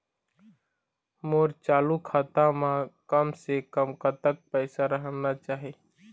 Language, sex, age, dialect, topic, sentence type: Chhattisgarhi, male, 25-30, Eastern, banking, statement